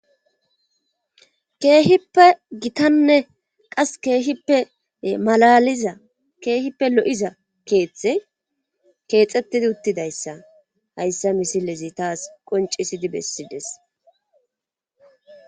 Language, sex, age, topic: Gamo, female, 18-24, government